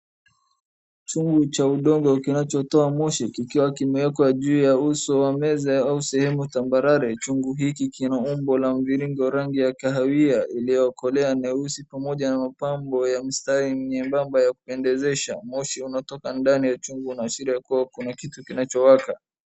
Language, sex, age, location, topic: Swahili, male, 25-35, Wajir, health